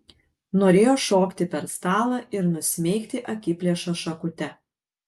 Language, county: Lithuanian, Kaunas